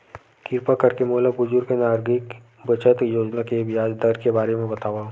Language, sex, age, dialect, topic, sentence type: Chhattisgarhi, male, 25-30, Western/Budati/Khatahi, banking, statement